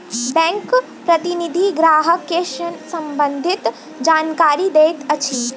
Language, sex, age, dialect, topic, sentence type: Maithili, female, 46-50, Southern/Standard, banking, statement